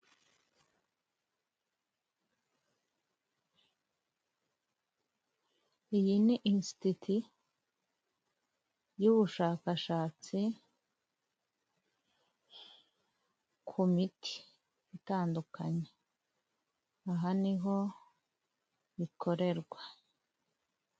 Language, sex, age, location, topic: Kinyarwanda, female, 25-35, Huye, health